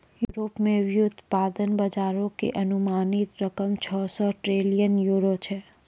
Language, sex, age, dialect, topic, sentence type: Maithili, female, 18-24, Angika, banking, statement